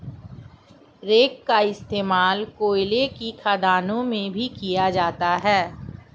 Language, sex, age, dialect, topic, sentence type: Hindi, female, 41-45, Marwari Dhudhari, agriculture, statement